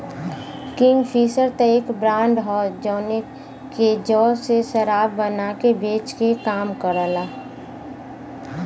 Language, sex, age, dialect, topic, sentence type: Bhojpuri, female, 25-30, Western, agriculture, statement